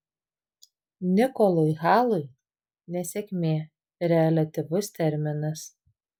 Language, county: Lithuanian, Vilnius